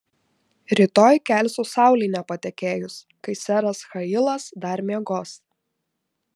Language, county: Lithuanian, Šiauliai